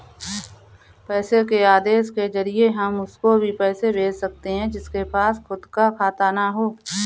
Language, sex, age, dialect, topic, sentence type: Hindi, female, 41-45, Marwari Dhudhari, banking, statement